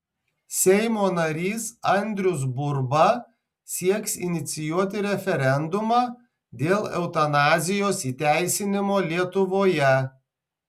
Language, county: Lithuanian, Tauragė